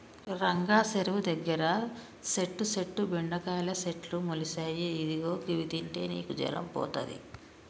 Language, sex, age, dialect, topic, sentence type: Telugu, male, 25-30, Telangana, agriculture, statement